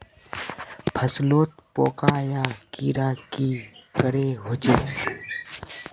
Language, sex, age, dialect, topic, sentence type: Magahi, male, 31-35, Northeastern/Surjapuri, agriculture, question